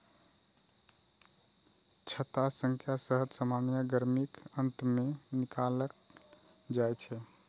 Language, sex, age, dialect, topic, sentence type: Maithili, male, 31-35, Eastern / Thethi, agriculture, statement